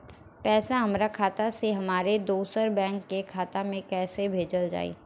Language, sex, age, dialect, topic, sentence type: Bhojpuri, female, 18-24, Southern / Standard, banking, question